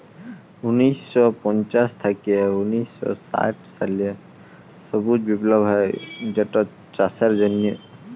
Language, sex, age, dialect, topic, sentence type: Bengali, male, 18-24, Jharkhandi, agriculture, statement